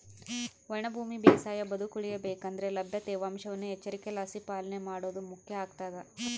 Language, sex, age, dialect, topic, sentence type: Kannada, female, 25-30, Central, agriculture, statement